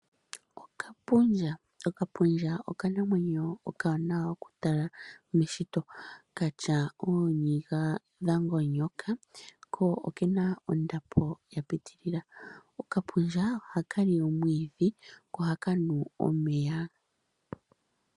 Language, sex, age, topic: Oshiwambo, female, 18-24, agriculture